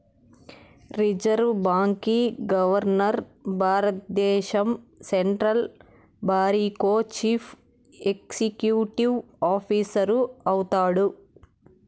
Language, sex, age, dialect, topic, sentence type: Telugu, female, 31-35, Southern, banking, statement